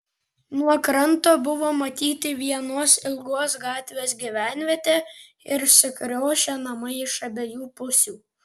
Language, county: Lithuanian, Panevėžys